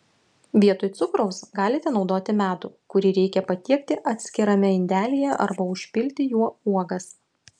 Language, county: Lithuanian, Utena